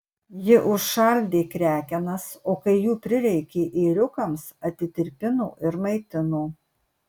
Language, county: Lithuanian, Marijampolė